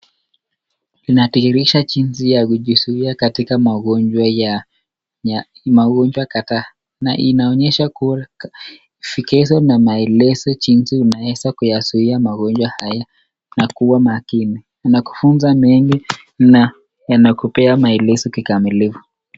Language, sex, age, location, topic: Swahili, male, 18-24, Nakuru, education